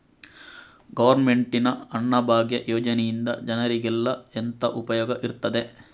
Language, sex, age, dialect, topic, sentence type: Kannada, male, 60-100, Coastal/Dakshin, banking, question